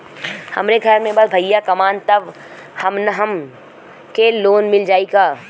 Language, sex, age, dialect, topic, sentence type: Bhojpuri, female, 25-30, Western, banking, question